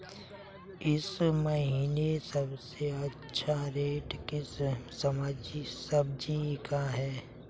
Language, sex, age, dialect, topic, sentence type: Hindi, male, 18-24, Kanauji Braj Bhasha, agriculture, question